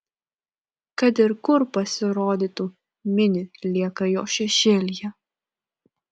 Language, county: Lithuanian, Kaunas